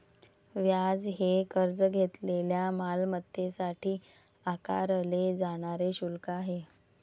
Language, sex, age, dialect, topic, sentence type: Marathi, female, 60-100, Varhadi, banking, statement